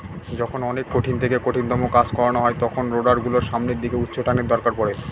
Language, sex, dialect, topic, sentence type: Bengali, male, Northern/Varendri, agriculture, statement